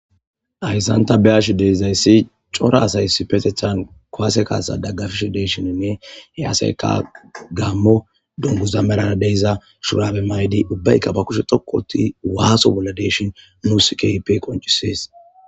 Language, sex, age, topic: Gamo, female, 18-24, government